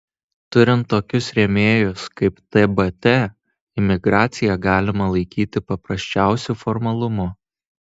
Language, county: Lithuanian, Tauragė